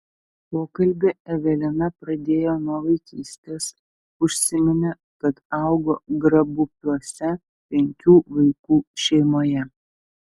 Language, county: Lithuanian, Telšiai